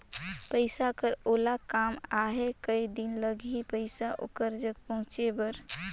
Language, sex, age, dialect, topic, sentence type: Chhattisgarhi, female, 18-24, Northern/Bhandar, banking, question